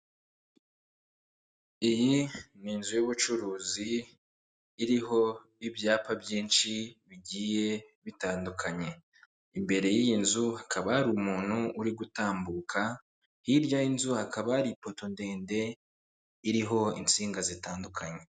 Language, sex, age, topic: Kinyarwanda, male, 25-35, government